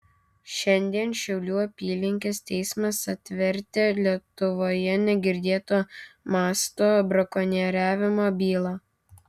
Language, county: Lithuanian, Kaunas